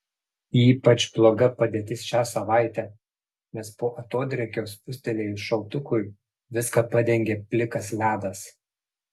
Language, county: Lithuanian, Panevėžys